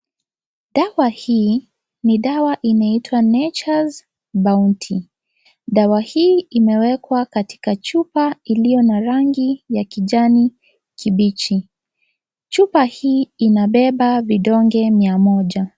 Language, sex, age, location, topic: Swahili, female, 25-35, Kisii, health